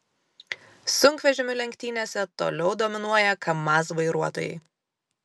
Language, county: Lithuanian, Vilnius